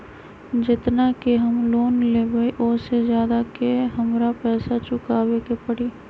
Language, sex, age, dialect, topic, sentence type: Magahi, female, 31-35, Western, banking, question